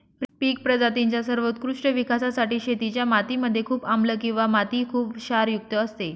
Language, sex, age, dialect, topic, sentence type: Marathi, female, 36-40, Northern Konkan, agriculture, statement